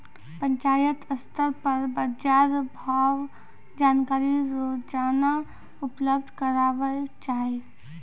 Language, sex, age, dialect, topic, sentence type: Maithili, female, 25-30, Angika, agriculture, question